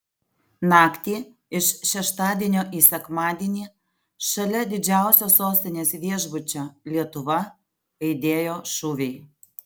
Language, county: Lithuanian, Alytus